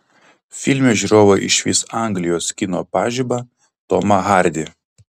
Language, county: Lithuanian, Kaunas